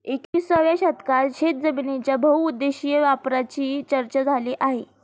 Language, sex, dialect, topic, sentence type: Marathi, female, Standard Marathi, agriculture, statement